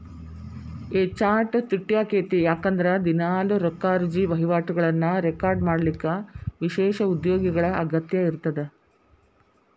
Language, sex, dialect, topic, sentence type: Kannada, female, Dharwad Kannada, banking, statement